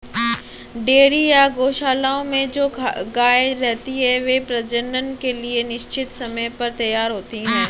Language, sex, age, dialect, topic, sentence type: Hindi, female, 18-24, Marwari Dhudhari, agriculture, statement